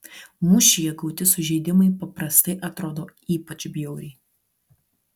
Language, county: Lithuanian, Alytus